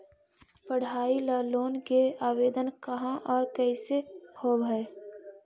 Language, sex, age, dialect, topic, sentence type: Magahi, female, 18-24, Central/Standard, banking, question